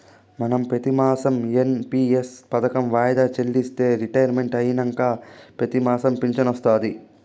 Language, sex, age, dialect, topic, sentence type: Telugu, female, 18-24, Southern, banking, statement